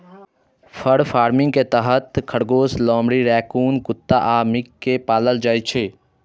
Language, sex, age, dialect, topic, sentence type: Maithili, male, 18-24, Eastern / Thethi, agriculture, statement